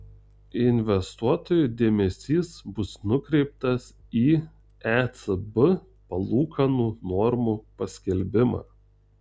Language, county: Lithuanian, Tauragė